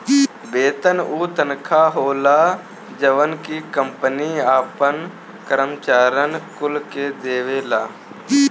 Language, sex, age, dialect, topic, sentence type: Bhojpuri, male, 18-24, Northern, banking, statement